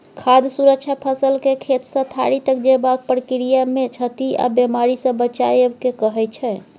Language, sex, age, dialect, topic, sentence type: Maithili, female, 18-24, Bajjika, agriculture, statement